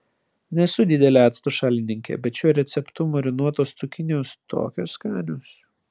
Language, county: Lithuanian, Vilnius